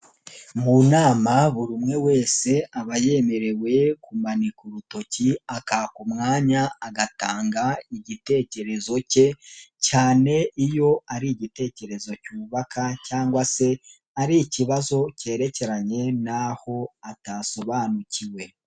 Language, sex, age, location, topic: Kinyarwanda, male, 18-24, Nyagatare, government